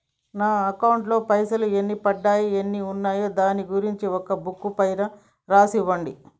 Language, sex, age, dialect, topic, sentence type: Telugu, female, 46-50, Telangana, banking, question